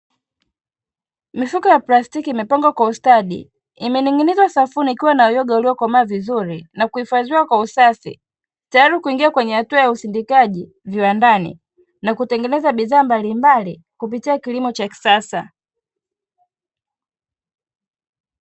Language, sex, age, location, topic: Swahili, female, 25-35, Dar es Salaam, agriculture